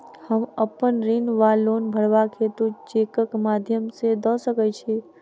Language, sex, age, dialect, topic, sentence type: Maithili, female, 41-45, Southern/Standard, banking, question